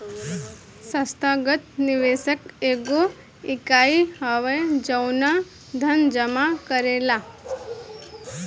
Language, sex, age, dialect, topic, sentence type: Bhojpuri, female, 25-30, Southern / Standard, banking, statement